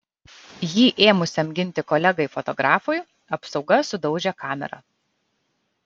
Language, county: Lithuanian, Kaunas